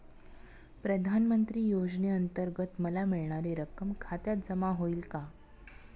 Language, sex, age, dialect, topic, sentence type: Marathi, female, 31-35, Standard Marathi, banking, question